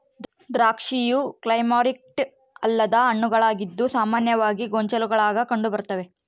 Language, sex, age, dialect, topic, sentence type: Kannada, female, 18-24, Central, agriculture, statement